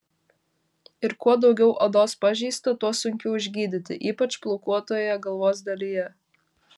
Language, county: Lithuanian, Vilnius